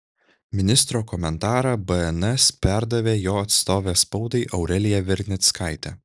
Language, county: Lithuanian, Šiauliai